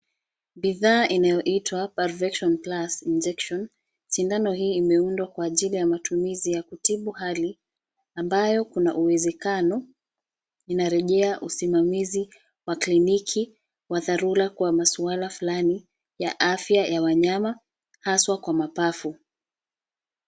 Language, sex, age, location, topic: Swahili, female, 36-49, Nairobi, health